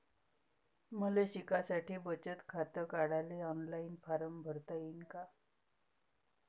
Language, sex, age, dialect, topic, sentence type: Marathi, female, 31-35, Varhadi, banking, question